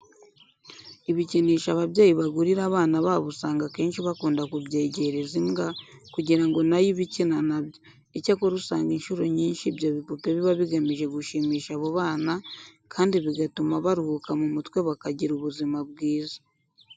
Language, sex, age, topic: Kinyarwanda, female, 25-35, education